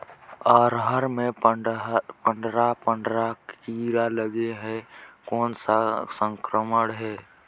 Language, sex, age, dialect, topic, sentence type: Chhattisgarhi, male, 18-24, Northern/Bhandar, agriculture, question